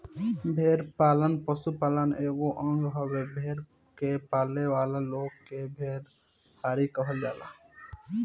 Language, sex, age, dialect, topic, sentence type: Bhojpuri, male, <18, Southern / Standard, agriculture, statement